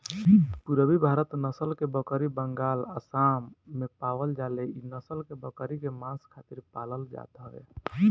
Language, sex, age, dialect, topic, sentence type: Bhojpuri, male, 18-24, Northern, agriculture, statement